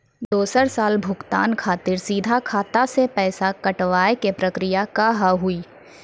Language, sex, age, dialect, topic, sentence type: Maithili, female, 41-45, Angika, banking, question